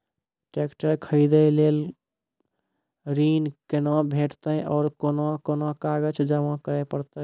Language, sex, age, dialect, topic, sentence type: Maithili, male, 18-24, Angika, banking, question